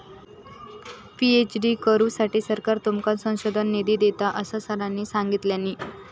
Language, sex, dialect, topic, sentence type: Marathi, female, Southern Konkan, banking, statement